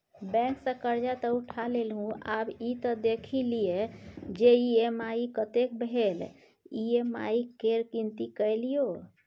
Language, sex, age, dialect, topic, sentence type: Maithili, female, 25-30, Bajjika, banking, statement